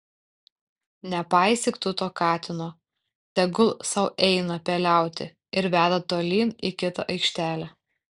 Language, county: Lithuanian, Tauragė